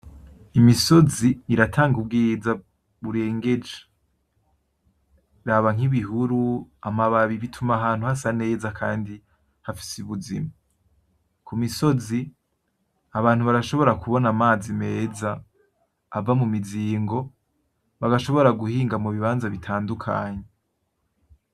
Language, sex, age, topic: Rundi, male, 18-24, agriculture